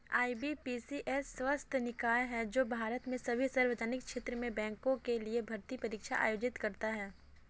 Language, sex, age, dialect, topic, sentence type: Hindi, female, 25-30, Kanauji Braj Bhasha, banking, statement